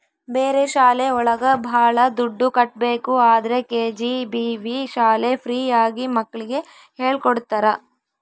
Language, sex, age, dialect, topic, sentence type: Kannada, female, 18-24, Central, banking, statement